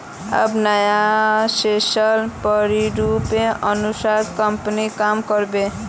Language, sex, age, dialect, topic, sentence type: Magahi, female, 18-24, Northeastern/Surjapuri, banking, statement